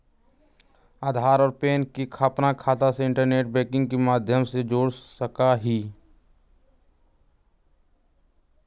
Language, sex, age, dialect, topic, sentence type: Magahi, male, 18-24, Western, banking, statement